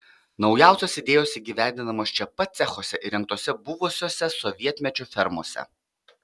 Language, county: Lithuanian, Panevėžys